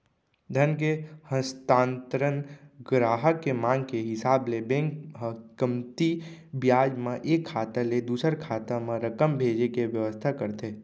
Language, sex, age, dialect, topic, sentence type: Chhattisgarhi, male, 25-30, Central, banking, statement